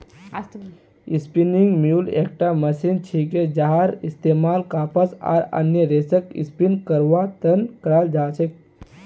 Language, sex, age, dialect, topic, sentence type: Magahi, male, 18-24, Northeastern/Surjapuri, agriculture, statement